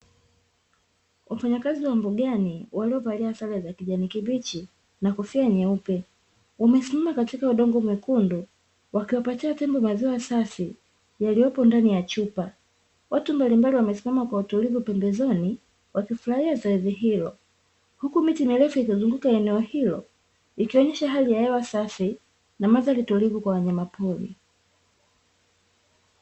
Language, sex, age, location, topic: Swahili, female, 36-49, Dar es Salaam, agriculture